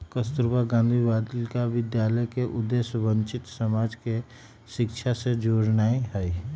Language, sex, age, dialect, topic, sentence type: Magahi, male, 36-40, Western, banking, statement